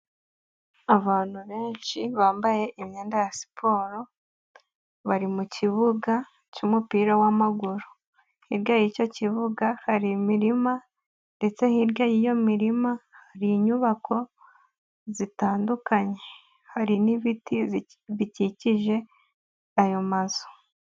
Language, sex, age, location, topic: Kinyarwanda, female, 18-24, Nyagatare, government